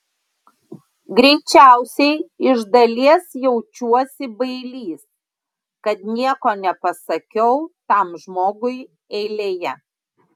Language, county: Lithuanian, Klaipėda